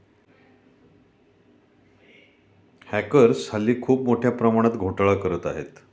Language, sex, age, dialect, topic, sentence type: Marathi, male, 51-55, Standard Marathi, banking, statement